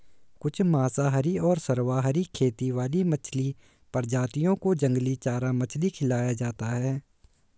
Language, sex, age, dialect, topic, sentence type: Hindi, male, 18-24, Hindustani Malvi Khadi Boli, agriculture, statement